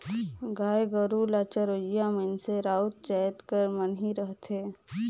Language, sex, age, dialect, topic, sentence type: Chhattisgarhi, female, 18-24, Northern/Bhandar, banking, statement